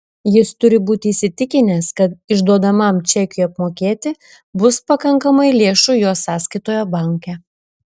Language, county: Lithuanian, Šiauliai